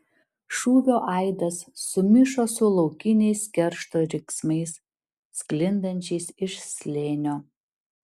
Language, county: Lithuanian, Šiauliai